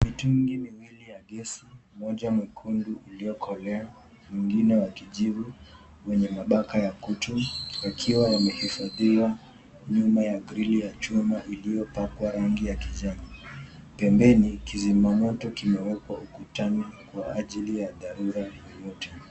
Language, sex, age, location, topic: Swahili, male, 18-24, Nakuru, education